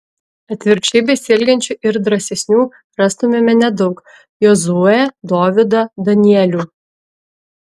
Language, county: Lithuanian, Klaipėda